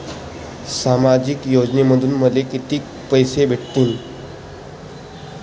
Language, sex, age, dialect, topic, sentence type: Marathi, male, 25-30, Varhadi, banking, question